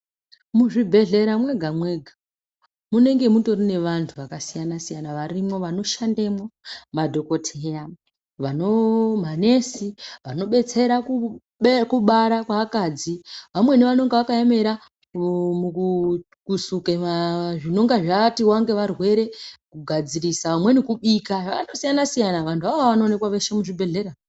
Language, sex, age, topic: Ndau, female, 25-35, health